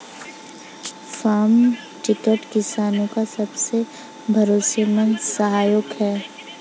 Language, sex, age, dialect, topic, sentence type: Hindi, female, 25-30, Hindustani Malvi Khadi Boli, agriculture, statement